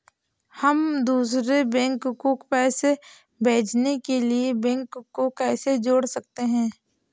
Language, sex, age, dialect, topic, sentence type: Hindi, female, 18-24, Awadhi Bundeli, banking, question